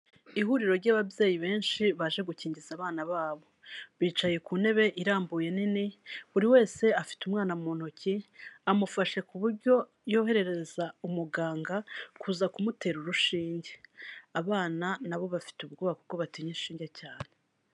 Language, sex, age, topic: Kinyarwanda, female, 36-49, health